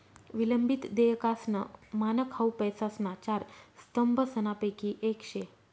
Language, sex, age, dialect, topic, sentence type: Marathi, female, 36-40, Northern Konkan, banking, statement